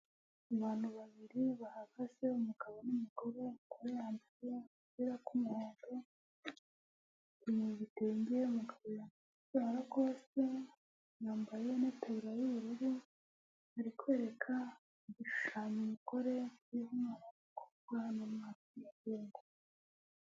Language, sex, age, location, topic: Kinyarwanda, female, 18-24, Huye, health